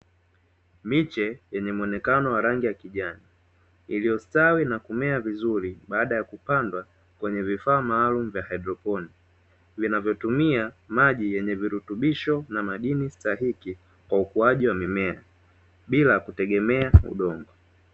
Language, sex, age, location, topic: Swahili, male, 18-24, Dar es Salaam, agriculture